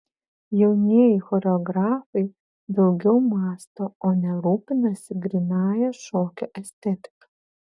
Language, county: Lithuanian, Vilnius